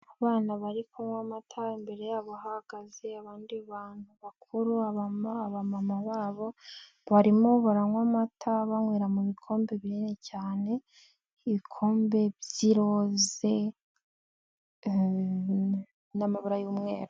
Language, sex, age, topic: Kinyarwanda, female, 18-24, health